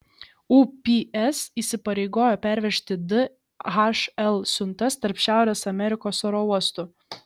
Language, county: Lithuanian, Šiauliai